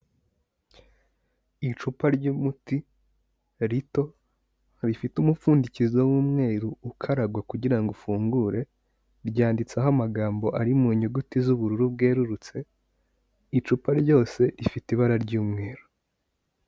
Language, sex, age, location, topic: Kinyarwanda, male, 18-24, Kigali, health